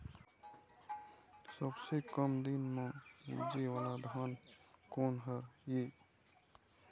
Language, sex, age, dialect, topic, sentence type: Chhattisgarhi, male, 51-55, Eastern, agriculture, question